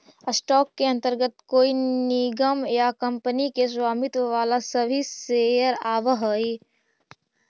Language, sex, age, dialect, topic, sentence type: Magahi, female, 60-100, Central/Standard, banking, statement